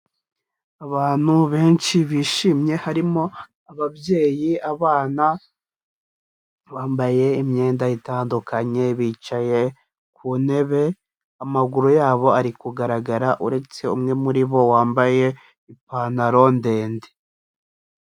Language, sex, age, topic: Kinyarwanda, male, 18-24, health